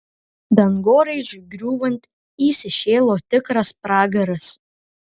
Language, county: Lithuanian, Marijampolė